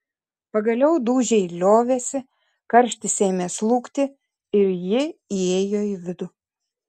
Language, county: Lithuanian, Kaunas